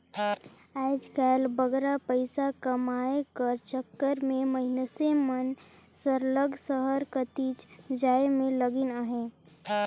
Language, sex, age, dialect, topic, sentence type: Chhattisgarhi, female, 18-24, Northern/Bhandar, agriculture, statement